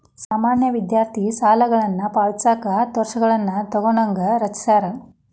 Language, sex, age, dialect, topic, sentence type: Kannada, female, 36-40, Dharwad Kannada, banking, statement